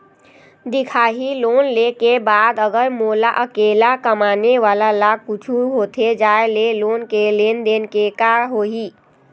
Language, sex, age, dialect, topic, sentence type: Chhattisgarhi, female, 51-55, Eastern, banking, question